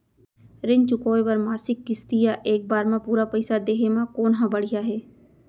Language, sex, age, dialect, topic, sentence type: Chhattisgarhi, female, 25-30, Central, banking, question